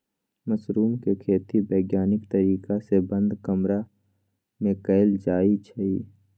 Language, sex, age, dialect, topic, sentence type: Magahi, male, 18-24, Western, agriculture, statement